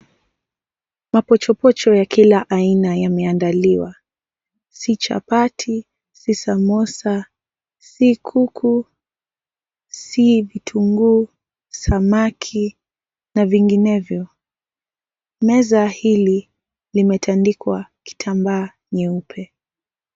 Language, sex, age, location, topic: Swahili, female, 18-24, Mombasa, agriculture